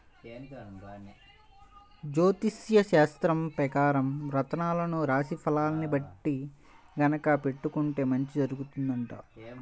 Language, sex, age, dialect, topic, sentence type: Telugu, male, 18-24, Central/Coastal, agriculture, statement